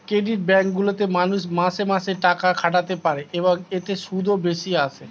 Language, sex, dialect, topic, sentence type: Bengali, male, Standard Colloquial, banking, statement